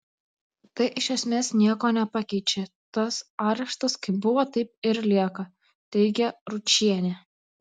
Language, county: Lithuanian, Klaipėda